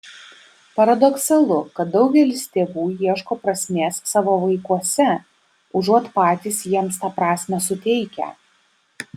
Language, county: Lithuanian, Vilnius